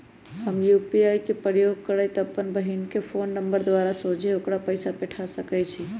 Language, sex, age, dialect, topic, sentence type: Magahi, male, 18-24, Western, banking, statement